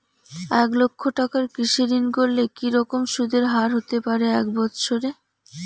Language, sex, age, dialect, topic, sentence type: Bengali, female, 18-24, Rajbangshi, banking, question